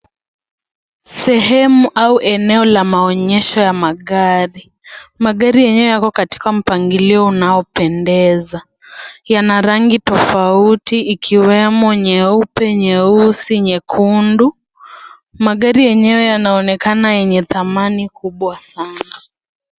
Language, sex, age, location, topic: Swahili, female, 18-24, Kisii, finance